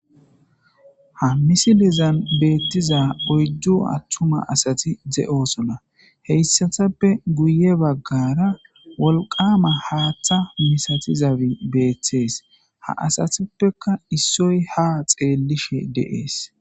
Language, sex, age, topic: Gamo, male, 25-35, agriculture